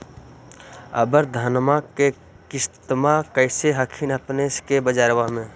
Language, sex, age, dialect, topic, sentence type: Magahi, male, 60-100, Central/Standard, agriculture, question